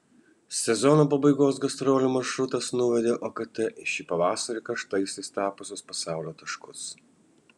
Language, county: Lithuanian, Kaunas